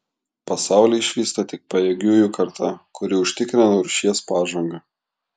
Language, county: Lithuanian, Klaipėda